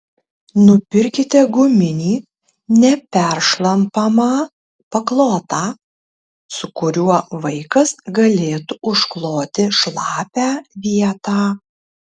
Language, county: Lithuanian, Tauragė